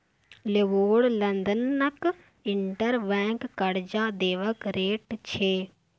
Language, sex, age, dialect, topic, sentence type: Maithili, female, 18-24, Bajjika, banking, statement